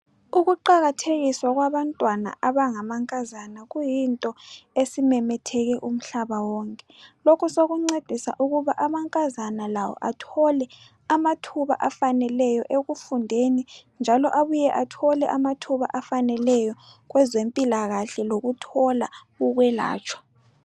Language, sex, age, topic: North Ndebele, female, 25-35, health